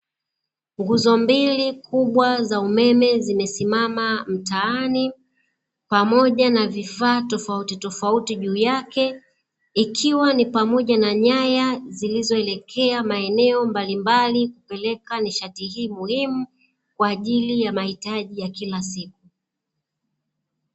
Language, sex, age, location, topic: Swahili, female, 36-49, Dar es Salaam, government